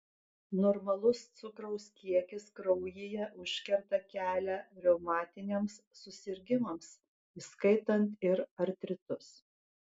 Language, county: Lithuanian, Klaipėda